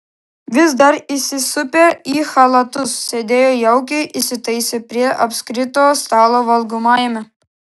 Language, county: Lithuanian, Klaipėda